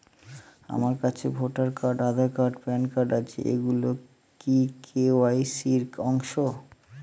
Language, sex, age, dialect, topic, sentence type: Bengali, male, 18-24, Northern/Varendri, banking, question